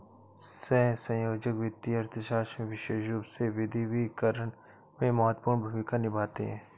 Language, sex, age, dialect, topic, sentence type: Hindi, male, 18-24, Awadhi Bundeli, banking, statement